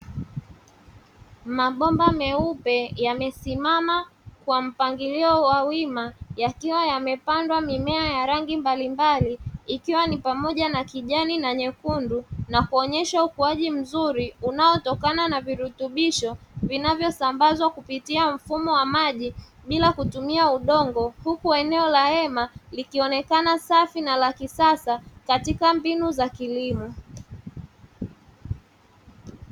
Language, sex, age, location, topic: Swahili, male, 25-35, Dar es Salaam, agriculture